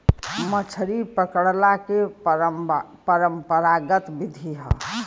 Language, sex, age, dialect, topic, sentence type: Bhojpuri, female, 25-30, Western, agriculture, statement